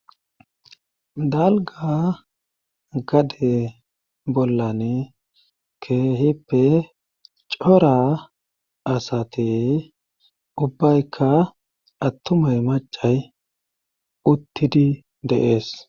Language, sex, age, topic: Gamo, male, 36-49, government